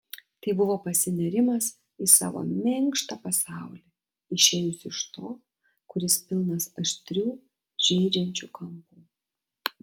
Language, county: Lithuanian, Vilnius